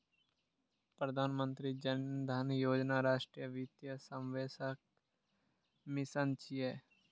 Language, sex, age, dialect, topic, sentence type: Maithili, male, 18-24, Eastern / Thethi, banking, statement